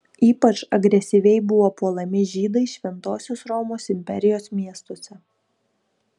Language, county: Lithuanian, Kaunas